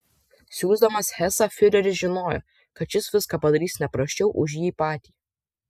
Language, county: Lithuanian, Vilnius